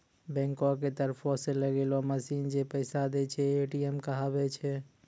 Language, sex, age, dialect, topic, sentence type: Maithili, male, 25-30, Angika, banking, statement